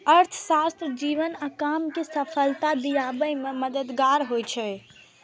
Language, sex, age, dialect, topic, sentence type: Maithili, female, 31-35, Eastern / Thethi, banking, statement